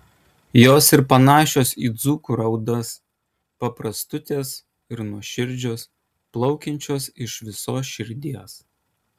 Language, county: Lithuanian, Kaunas